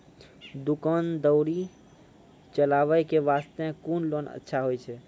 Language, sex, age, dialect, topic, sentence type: Maithili, male, 18-24, Angika, banking, question